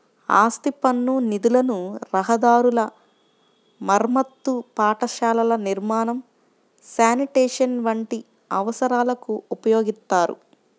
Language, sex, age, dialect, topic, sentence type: Telugu, male, 25-30, Central/Coastal, banking, statement